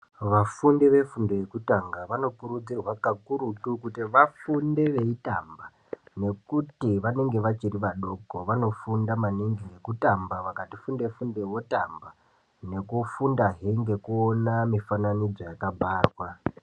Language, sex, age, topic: Ndau, female, 18-24, education